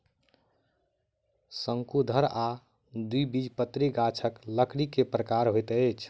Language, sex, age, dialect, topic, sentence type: Maithili, male, 25-30, Southern/Standard, agriculture, statement